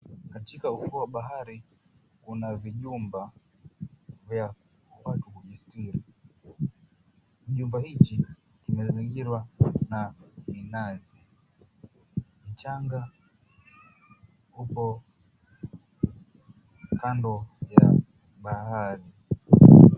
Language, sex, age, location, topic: Swahili, male, 18-24, Mombasa, government